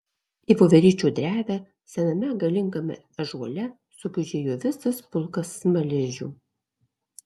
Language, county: Lithuanian, Alytus